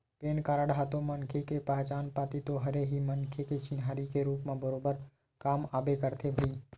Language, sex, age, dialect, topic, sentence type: Chhattisgarhi, male, 18-24, Western/Budati/Khatahi, banking, statement